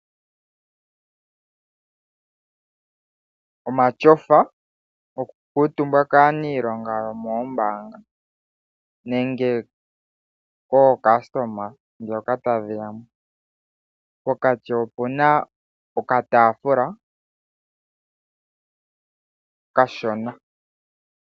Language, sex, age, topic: Oshiwambo, male, 25-35, finance